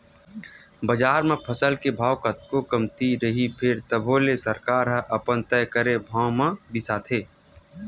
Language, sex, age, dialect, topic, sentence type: Chhattisgarhi, male, 25-30, Western/Budati/Khatahi, agriculture, statement